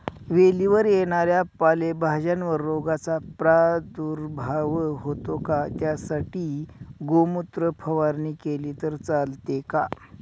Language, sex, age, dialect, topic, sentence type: Marathi, male, 51-55, Northern Konkan, agriculture, question